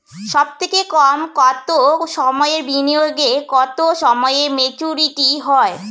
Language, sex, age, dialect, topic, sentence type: Bengali, female, 25-30, Rajbangshi, banking, question